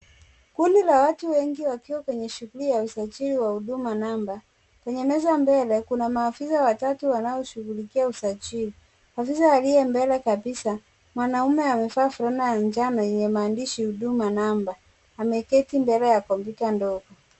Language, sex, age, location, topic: Swahili, female, 18-24, Kisumu, government